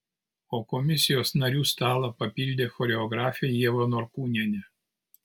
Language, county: Lithuanian, Kaunas